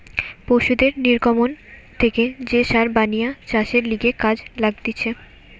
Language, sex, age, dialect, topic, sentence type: Bengali, female, 18-24, Western, agriculture, statement